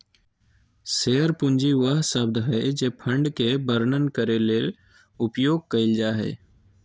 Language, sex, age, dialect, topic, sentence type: Magahi, male, 18-24, Southern, banking, statement